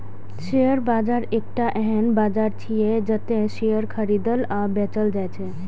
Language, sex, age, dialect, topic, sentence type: Maithili, female, 18-24, Eastern / Thethi, banking, statement